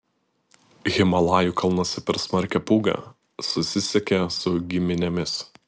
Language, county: Lithuanian, Utena